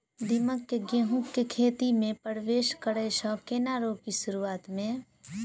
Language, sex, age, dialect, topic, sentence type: Maithili, female, 18-24, Southern/Standard, agriculture, question